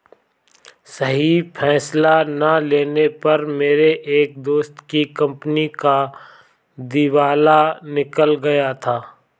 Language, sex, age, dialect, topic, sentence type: Hindi, male, 25-30, Awadhi Bundeli, banking, statement